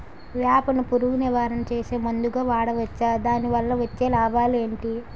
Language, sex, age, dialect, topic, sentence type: Telugu, male, 18-24, Utterandhra, agriculture, question